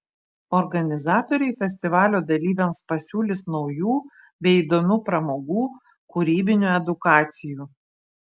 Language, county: Lithuanian, Vilnius